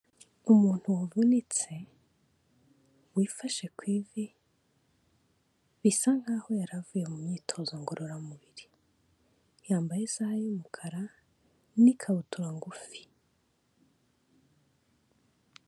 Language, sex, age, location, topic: Kinyarwanda, female, 18-24, Kigali, health